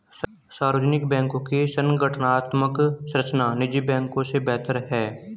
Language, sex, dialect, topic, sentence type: Hindi, male, Hindustani Malvi Khadi Boli, banking, statement